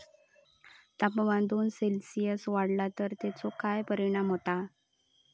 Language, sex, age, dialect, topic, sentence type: Marathi, female, 18-24, Southern Konkan, agriculture, question